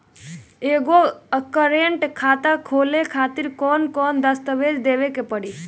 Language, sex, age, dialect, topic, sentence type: Bhojpuri, female, <18, Southern / Standard, banking, question